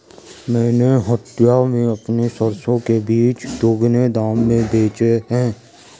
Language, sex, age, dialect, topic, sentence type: Hindi, male, 56-60, Garhwali, agriculture, statement